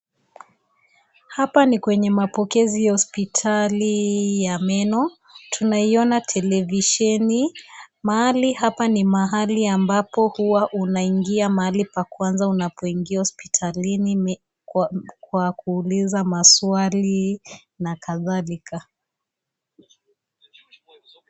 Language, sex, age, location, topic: Swahili, female, 25-35, Kisii, health